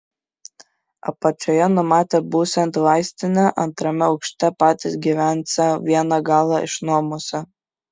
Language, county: Lithuanian, Kaunas